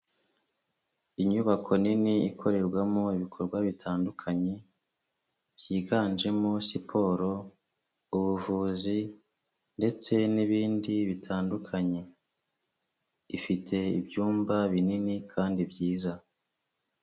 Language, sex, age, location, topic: Kinyarwanda, female, 25-35, Kigali, health